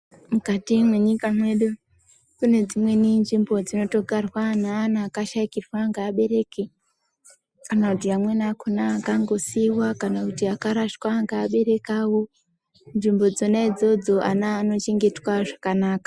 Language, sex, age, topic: Ndau, male, 18-24, health